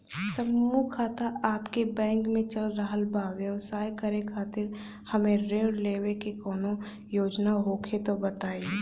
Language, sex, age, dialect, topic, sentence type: Bhojpuri, female, 18-24, Western, banking, question